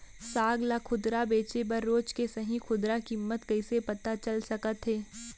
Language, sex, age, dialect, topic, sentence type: Chhattisgarhi, female, 18-24, Central, agriculture, question